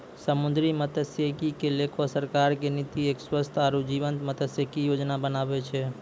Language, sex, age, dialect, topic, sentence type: Maithili, male, 18-24, Angika, agriculture, statement